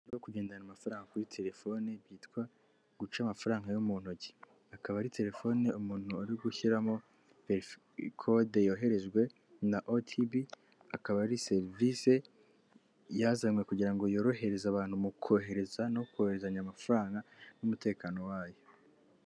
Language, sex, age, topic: Kinyarwanda, female, 18-24, finance